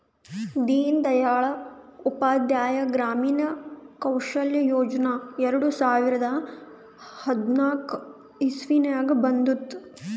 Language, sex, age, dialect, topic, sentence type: Kannada, female, 18-24, Northeastern, banking, statement